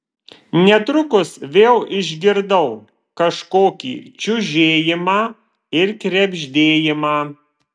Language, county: Lithuanian, Vilnius